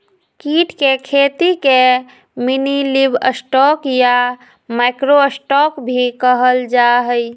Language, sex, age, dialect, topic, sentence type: Magahi, female, 25-30, Western, agriculture, statement